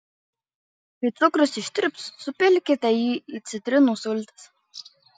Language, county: Lithuanian, Marijampolė